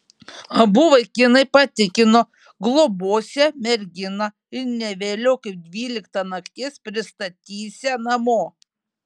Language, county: Lithuanian, Šiauliai